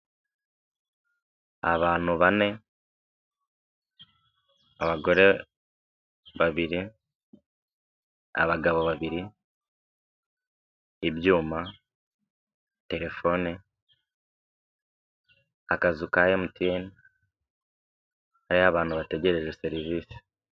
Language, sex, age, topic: Kinyarwanda, male, 25-35, finance